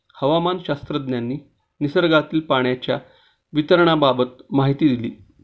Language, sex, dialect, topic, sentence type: Marathi, male, Standard Marathi, agriculture, statement